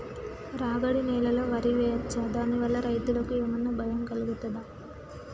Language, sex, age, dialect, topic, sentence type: Telugu, female, 18-24, Telangana, agriculture, question